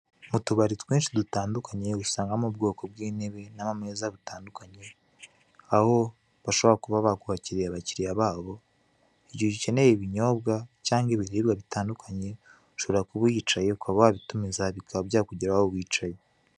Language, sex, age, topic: Kinyarwanda, male, 18-24, finance